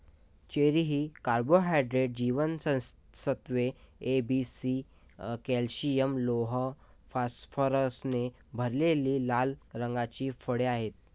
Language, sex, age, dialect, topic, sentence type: Marathi, male, 18-24, Varhadi, agriculture, statement